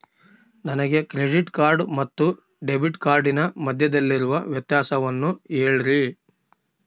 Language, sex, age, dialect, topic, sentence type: Kannada, male, 36-40, Central, banking, question